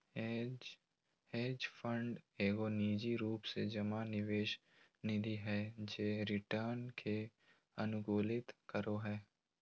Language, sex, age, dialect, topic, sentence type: Magahi, male, 18-24, Southern, banking, statement